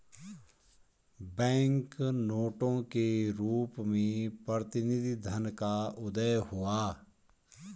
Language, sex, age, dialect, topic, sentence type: Hindi, male, 46-50, Garhwali, banking, statement